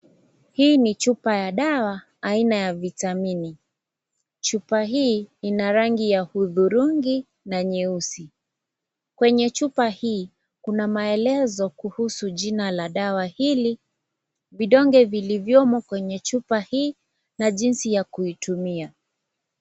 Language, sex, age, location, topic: Swahili, female, 25-35, Kisii, health